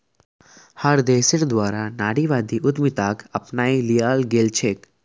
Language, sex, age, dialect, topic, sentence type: Magahi, male, 18-24, Northeastern/Surjapuri, banking, statement